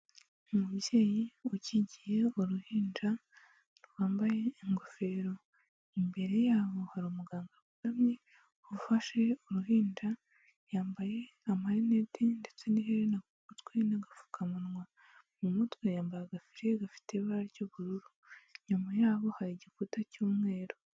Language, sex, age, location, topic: Kinyarwanda, female, 36-49, Huye, health